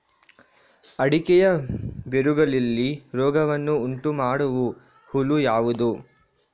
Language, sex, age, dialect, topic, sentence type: Kannada, male, 46-50, Coastal/Dakshin, agriculture, question